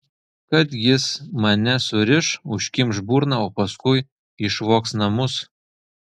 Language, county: Lithuanian, Telšiai